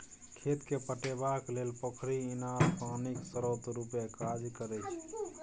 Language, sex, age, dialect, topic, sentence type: Maithili, male, 31-35, Bajjika, agriculture, statement